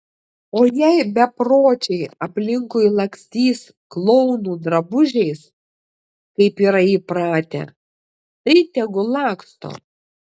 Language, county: Lithuanian, Klaipėda